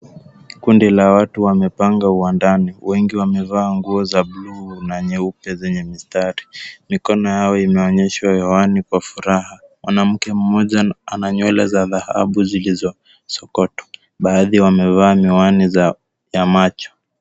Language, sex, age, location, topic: Swahili, male, 18-24, Kisumu, government